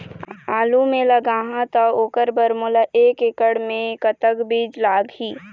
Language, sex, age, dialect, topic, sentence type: Chhattisgarhi, female, 25-30, Eastern, agriculture, question